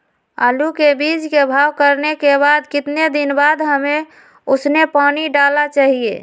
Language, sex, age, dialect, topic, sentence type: Magahi, female, 18-24, Western, agriculture, question